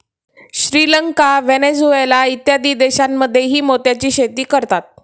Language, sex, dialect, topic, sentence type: Marathi, female, Standard Marathi, agriculture, statement